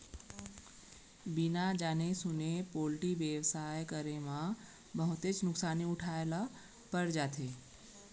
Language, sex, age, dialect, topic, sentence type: Chhattisgarhi, female, 41-45, Eastern, agriculture, statement